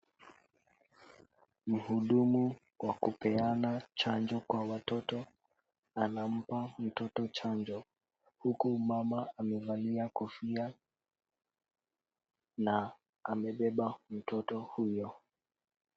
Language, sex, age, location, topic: Swahili, female, 36-49, Kisumu, health